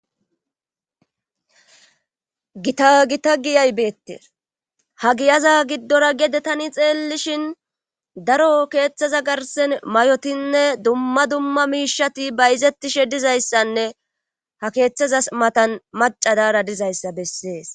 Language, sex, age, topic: Gamo, female, 25-35, government